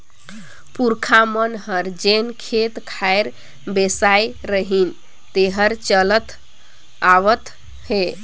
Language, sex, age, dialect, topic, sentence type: Chhattisgarhi, female, 18-24, Northern/Bhandar, agriculture, statement